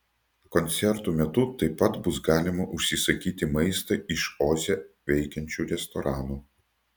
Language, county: Lithuanian, Utena